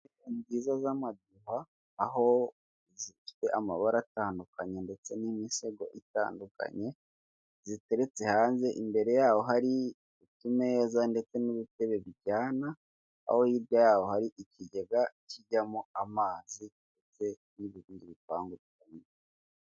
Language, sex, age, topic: Kinyarwanda, male, 18-24, finance